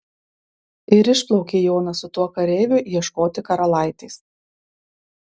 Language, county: Lithuanian, Marijampolė